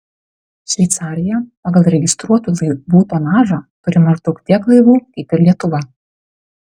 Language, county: Lithuanian, Vilnius